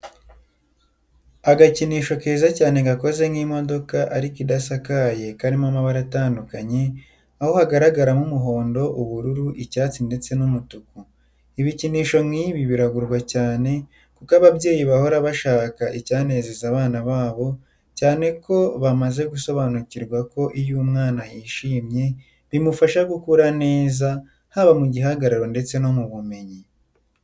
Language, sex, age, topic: Kinyarwanda, female, 25-35, education